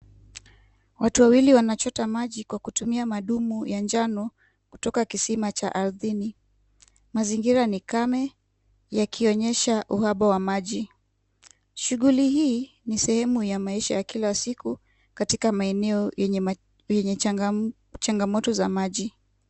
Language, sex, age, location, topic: Swahili, female, 25-35, Kisumu, health